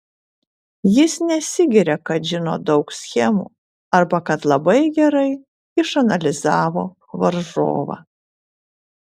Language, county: Lithuanian, Kaunas